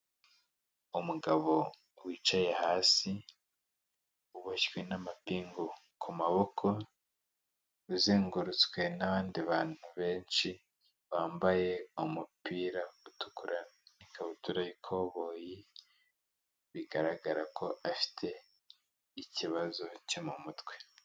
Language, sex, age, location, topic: Kinyarwanda, male, 18-24, Huye, health